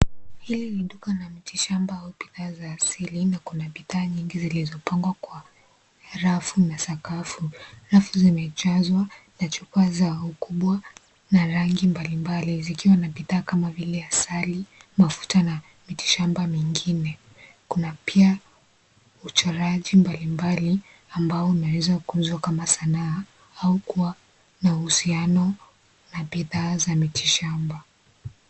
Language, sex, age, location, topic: Swahili, female, 18-24, Kisii, health